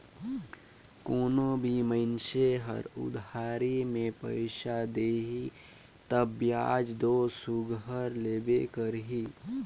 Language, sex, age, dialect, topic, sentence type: Chhattisgarhi, male, 25-30, Northern/Bhandar, banking, statement